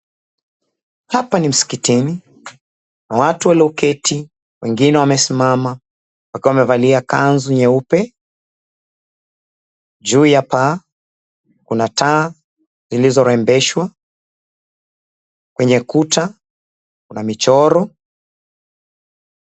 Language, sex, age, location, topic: Swahili, male, 36-49, Mombasa, government